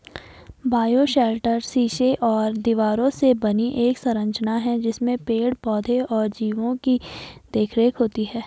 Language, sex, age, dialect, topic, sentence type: Hindi, female, 51-55, Garhwali, agriculture, statement